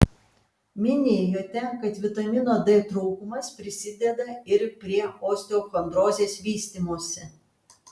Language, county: Lithuanian, Kaunas